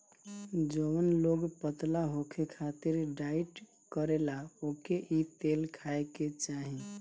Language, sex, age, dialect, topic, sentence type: Bhojpuri, male, 25-30, Northern, agriculture, statement